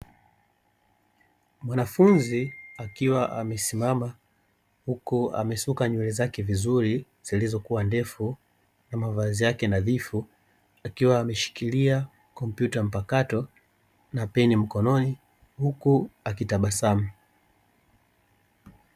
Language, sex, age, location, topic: Swahili, male, 36-49, Dar es Salaam, education